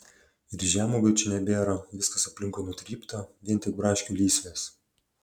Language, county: Lithuanian, Šiauliai